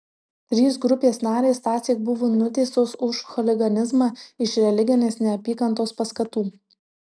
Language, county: Lithuanian, Tauragė